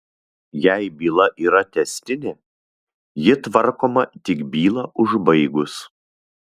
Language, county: Lithuanian, Vilnius